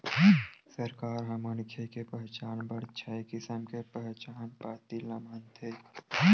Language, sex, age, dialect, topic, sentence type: Chhattisgarhi, male, 18-24, Western/Budati/Khatahi, banking, statement